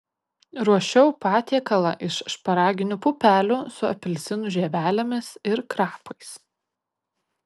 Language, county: Lithuanian, Kaunas